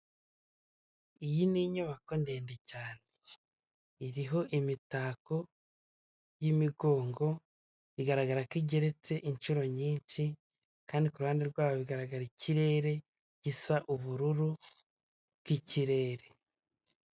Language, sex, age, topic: Kinyarwanda, male, 25-35, finance